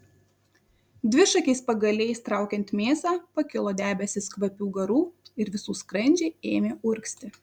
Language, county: Lithuanian, Kaunas